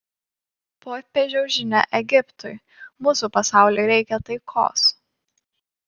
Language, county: Lithuanian, Panevėžys